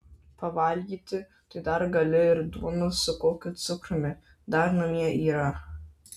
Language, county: Lithuanian, Marijampolė